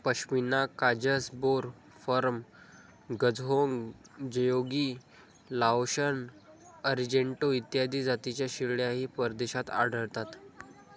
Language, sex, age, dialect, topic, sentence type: Marathi, male, 25-30, Standard Marathi, agriculture, statement